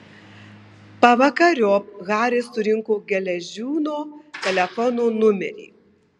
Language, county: Lithuanian, Marijampolė